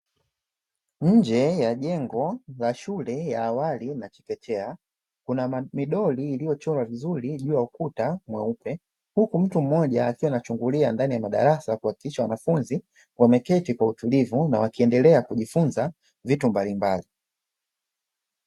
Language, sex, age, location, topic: Swahili, male, 25-35, Dar es Salaam, education